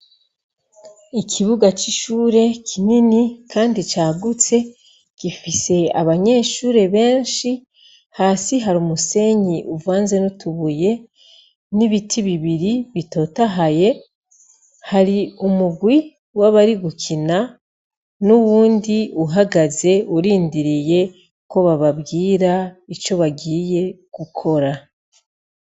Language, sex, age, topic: Rundi, female, 36-49, education